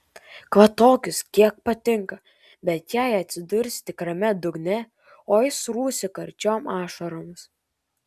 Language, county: Lithuanian, Šiauliai